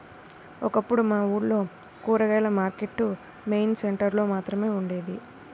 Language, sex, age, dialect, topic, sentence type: Telugu, female, 18-24, Central/Coastal, agriculture, statement